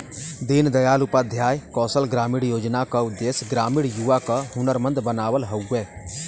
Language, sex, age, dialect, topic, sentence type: Bhojpuri, male, 25-30, Western, banking, statement